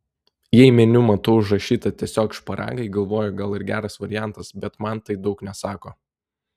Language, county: Lithuanian, Telšiai